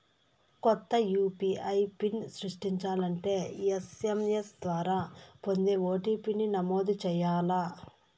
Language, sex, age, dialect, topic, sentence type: Telugu, female, 25-30, Southern, banking, statement